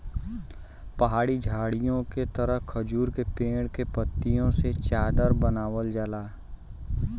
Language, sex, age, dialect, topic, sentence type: Bhojpuri, male, 18-24, Western, agriculture, statement